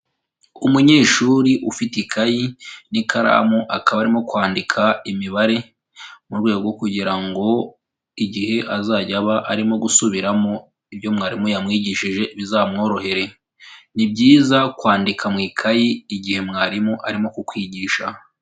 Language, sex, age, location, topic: Kinyarwanda, female, 18-24, Kigali, education